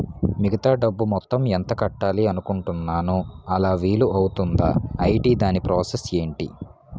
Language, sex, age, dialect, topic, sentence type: Telugu, male, 18-24, Utterandhra, banking, question